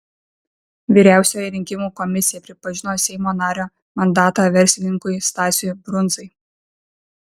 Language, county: Lithuanian, Vilnius